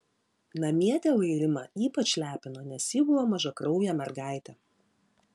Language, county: Lithuanian, Klaipėda